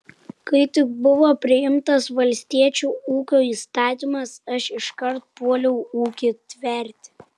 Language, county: Lithuanian, Kaunas